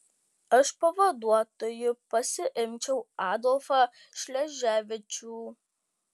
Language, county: Lithuanian, Panevėžys